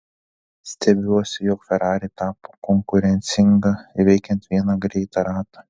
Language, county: Lithuanian, Telšiai